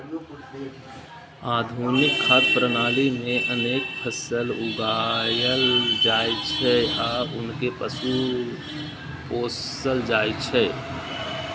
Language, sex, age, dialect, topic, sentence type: Maithili, male, 18-24, Eastern / Thethi, agriculture, statement